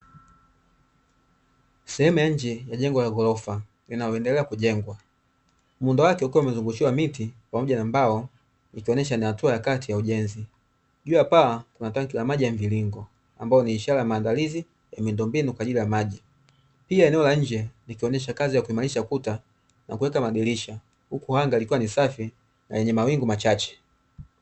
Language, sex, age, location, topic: Swahili, male, 25-35, Dar es Salaam, finance